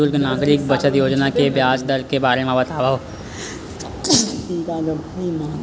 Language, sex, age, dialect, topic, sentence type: Chhattisgarhi, male, 18-24, Western/Budati/Khatahi, banking, statement